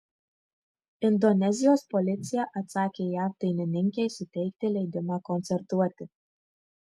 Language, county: Lithuanian, Marijampolė